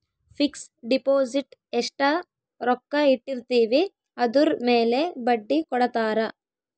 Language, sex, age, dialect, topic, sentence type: Kannada, female, 18-24, Central, banking, statement